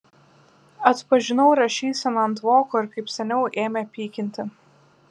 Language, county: Lithuanian, Šiauliai